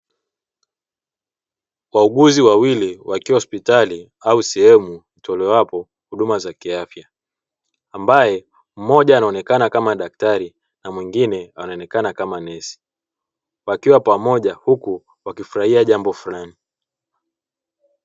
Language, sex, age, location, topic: Swahili, male, 25-35, Dar es Salaam, health